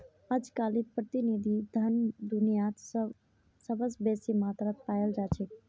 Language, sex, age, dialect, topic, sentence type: Magahi, male, 41-45, Northeastern/Surjapuri, banking, statement